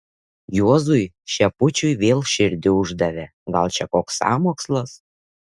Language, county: Lithuanian, Šiauliai